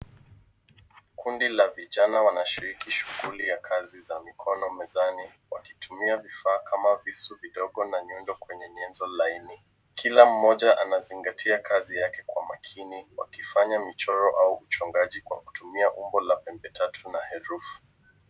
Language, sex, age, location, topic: Swahili, female, 25-35, Nairobi, government